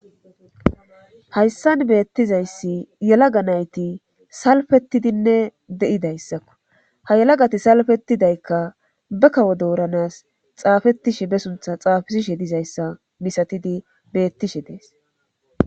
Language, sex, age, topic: Gamo, female, 25-35, government